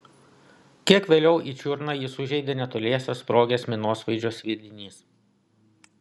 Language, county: Lithuanian, Vilnius